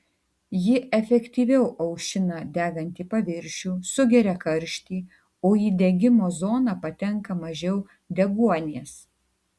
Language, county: Lithuanian, Tauragė